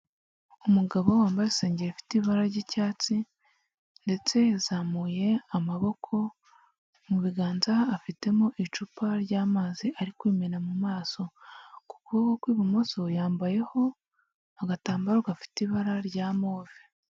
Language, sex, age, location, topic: Kinyarwanda, female, 36-49, Huye, health